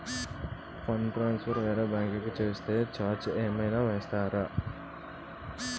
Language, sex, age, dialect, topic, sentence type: Telugu, male, 25-30, Utterandhra, banking, question